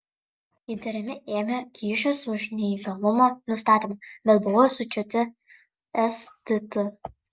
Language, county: Lithuanian, Kaunas